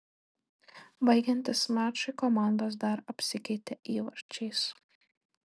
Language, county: Lithuanian, Telšiai